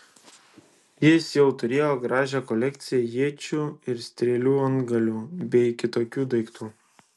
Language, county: Lithuanian, Šiauliai